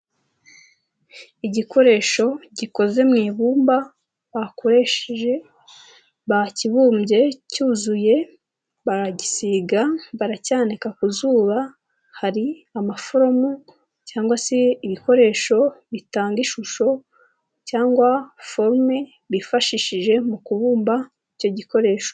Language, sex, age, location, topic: Kinyarwanda, female, 18-24, Nyagatare, education